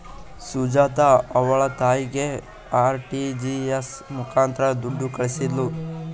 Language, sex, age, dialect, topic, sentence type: Kannada, male, 18-24, Mysore Kannada, banking, statement